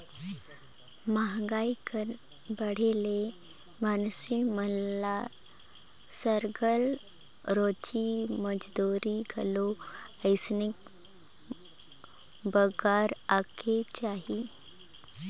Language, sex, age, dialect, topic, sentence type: Chhattisgarhi, female, 31-35, Northern/Bhandar, agriculture, statement